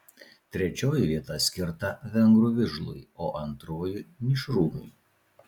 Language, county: Lithuanian, Vilnius